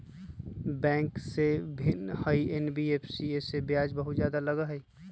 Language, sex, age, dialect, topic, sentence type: Magahi, male, 25-30, Western, banking, question